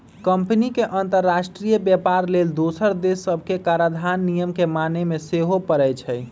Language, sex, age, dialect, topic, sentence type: Magahi, male, 25-30, Western, banking, statement